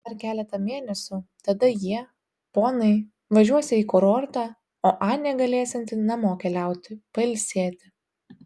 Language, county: Lithuanian, Telšiai